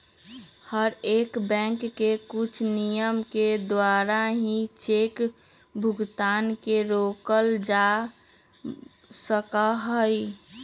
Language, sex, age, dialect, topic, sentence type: Magahi, female, 18-24, Western, banking, statement